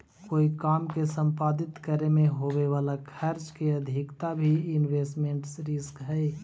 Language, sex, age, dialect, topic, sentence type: Magahi, male, 25-30, Central/Standard, agriculture, statement